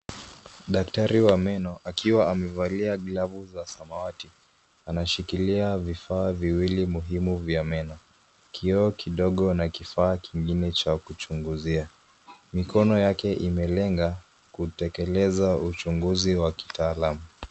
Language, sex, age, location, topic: Swahili, male, 25-35, Nairobi, health